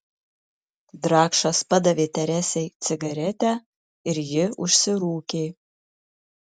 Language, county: Lithuanian, Marijampolė